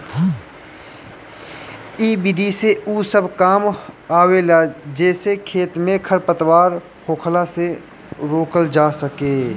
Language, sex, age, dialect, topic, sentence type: Bhojpuri, male, 25-30, Northern, agriculture, statement